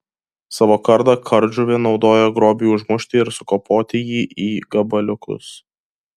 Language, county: Lithuanian, Kaunas